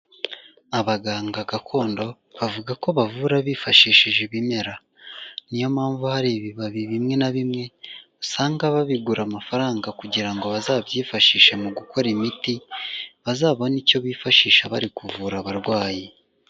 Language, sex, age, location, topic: Kinyarwanda, male, 18-24, Huye, health